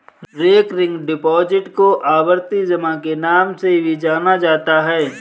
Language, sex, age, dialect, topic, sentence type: Hindi, male, 25-30, Kanauji Braj Bhasha, banking, statement